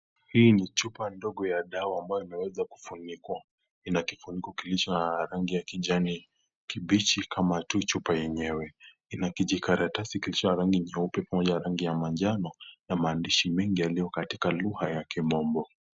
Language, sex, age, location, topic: Swahili, male, 18-24, Kisii, health